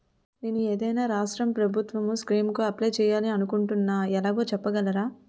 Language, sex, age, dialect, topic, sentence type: Telugu, female, 18-24, Utterandhra, banking, question